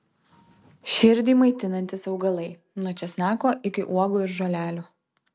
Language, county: Lithuanian, Telšiai